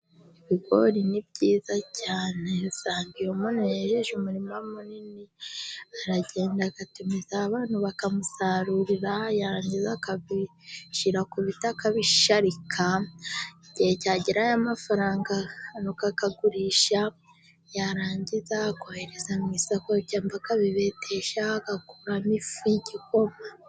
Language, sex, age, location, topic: Kinyarwanda, female, 25-35, Musanze, agriculture